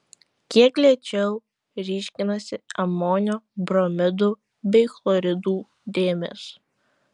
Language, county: Lithuanian, Šiauliai